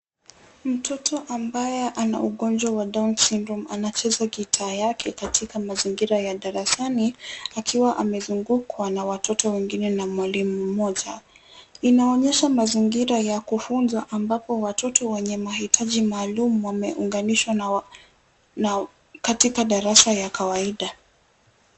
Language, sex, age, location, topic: Swahili, female, 18-24, Nairobi, education